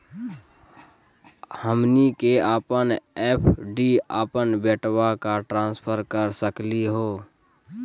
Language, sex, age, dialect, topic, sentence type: Magahi, male, 25-30, Southern, banking, question